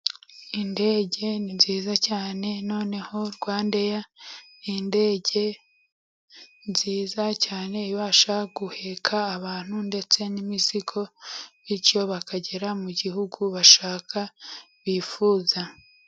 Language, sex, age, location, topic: Kinyarwanda, female, 25-35, Musanze, government